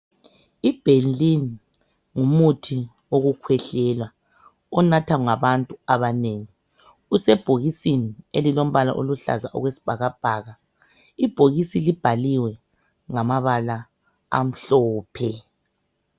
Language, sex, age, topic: North Ndebele, male, 50+, health